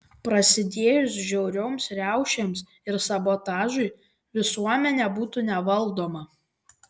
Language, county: Lithuanian, Panevėžys